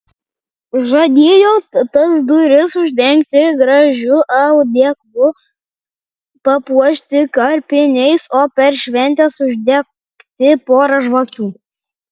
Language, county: Lithuanian, Vilnius